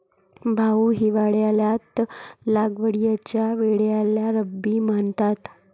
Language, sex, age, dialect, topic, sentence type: Marathi, female, 25-30, Varhadi, agriculture, statement